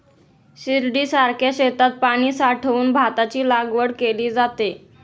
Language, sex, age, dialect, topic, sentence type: Marathi, female, 18-24, Standard Marathi, agriculture, statement